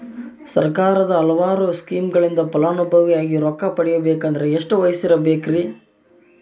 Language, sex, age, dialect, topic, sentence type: Kannada, male, 18-24, Central, banking, question